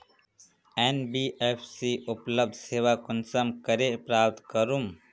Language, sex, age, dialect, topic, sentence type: Magahi, male, 18-24, Northeastern/Surjapuri, banking, question